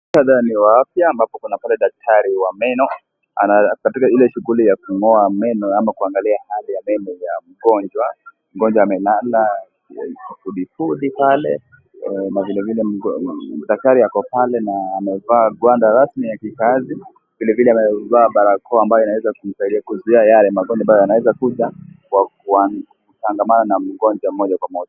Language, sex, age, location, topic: Swahili, male, 18-24, Kisii, health